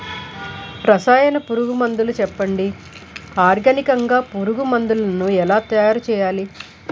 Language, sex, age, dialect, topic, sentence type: Telugu, female, 46-50, Utterandhra, agriculture, question